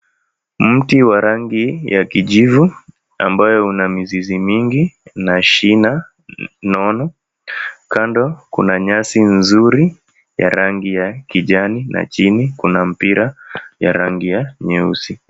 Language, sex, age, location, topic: Swahili, male, 18-24, Mombasa, agriculture